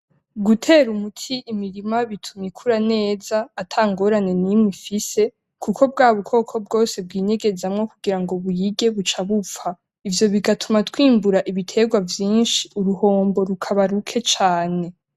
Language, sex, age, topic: Rundi, female, 18-24, agriculture